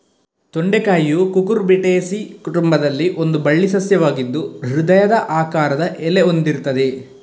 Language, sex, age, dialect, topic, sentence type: Kannada, male, 41-45, Coastal/Dakshin, agriculture, statement